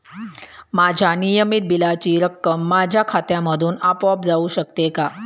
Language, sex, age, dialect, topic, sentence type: Marathi, female, 31-35, Standard Marathi, banking, question